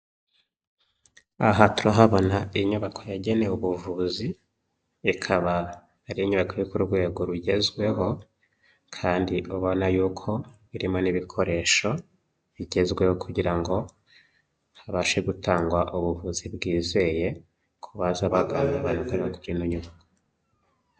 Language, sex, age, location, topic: Kinyarwanda, male, 25-35, Huye, health